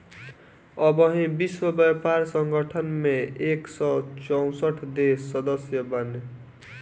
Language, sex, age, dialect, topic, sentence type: Bhojpuri, male, 18-24, Northern, banking, statement